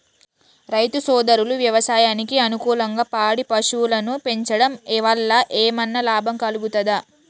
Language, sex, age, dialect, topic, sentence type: Telugu, female, 36-40, Telangana, agriculture, question